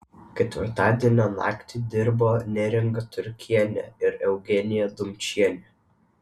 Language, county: Lithuanian, Vilnius